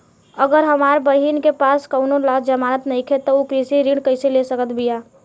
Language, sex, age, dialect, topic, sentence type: Bhojpuri, female, 18-24, Southern / Standard, agriculture, statement